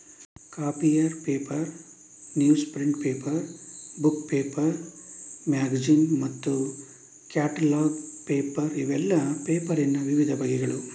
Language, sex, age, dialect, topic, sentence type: Kannada, male, 31-35, Coastal/Dakshin, agriculture, statement